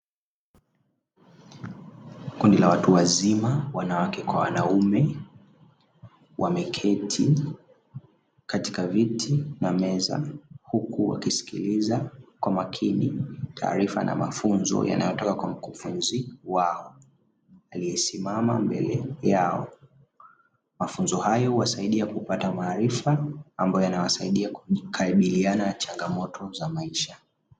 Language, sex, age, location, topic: Swahili, male, 25-35, Dar es Salaam, education